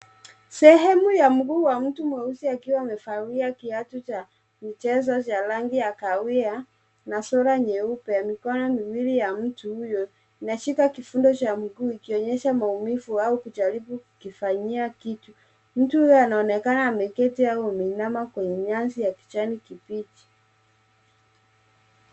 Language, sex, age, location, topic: Swahili, male, 25-35, Nairobi, health